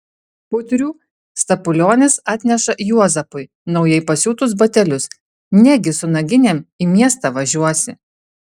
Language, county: Lithuanian, Alytus